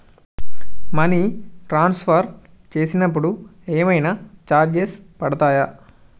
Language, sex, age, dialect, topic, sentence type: Telugu, male, 18-24, Telangana, banking, question